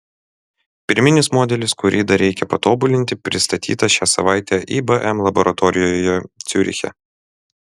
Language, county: Lithuanian, Vilnius